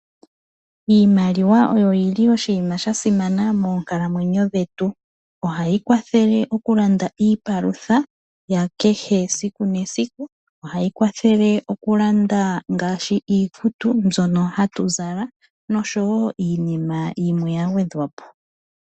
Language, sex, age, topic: Oshiwambo, female, 25-35, finance